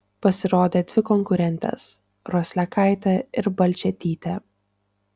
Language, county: Lithuanian, Tauragė